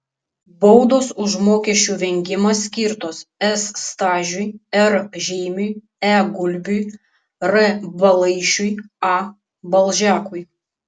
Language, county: Lithuanian, Kaunas